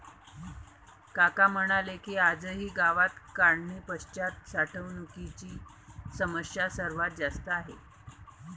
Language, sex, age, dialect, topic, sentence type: Marathi, female, 31-35, Varhadi, agriculture, statement